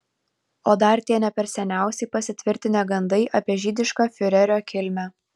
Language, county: Lithuanian, Vilnius